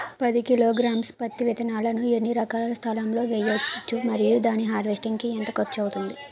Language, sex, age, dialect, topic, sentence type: Telugu, female, 18-24, Utterandhra, agriculture, question